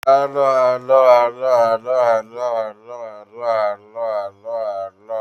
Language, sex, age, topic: Kinyarwanda, male, 25-35, education